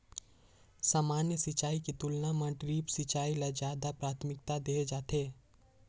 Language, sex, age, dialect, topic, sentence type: Chhattisgarhi, male, 18-24, Northern/Bhandar, agriculture, statement